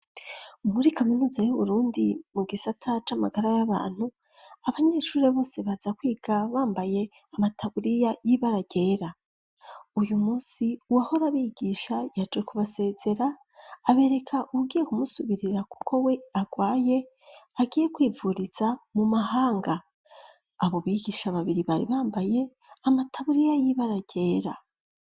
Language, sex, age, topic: Rundi, female, 25-35, education